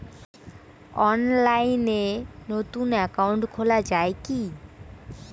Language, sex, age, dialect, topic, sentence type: Bengali, female, <18, Rajbangshi, banking, question